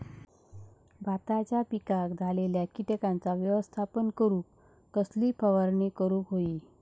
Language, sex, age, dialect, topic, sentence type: Marathi, female, 18-24, Southern Konkan, agriculture, question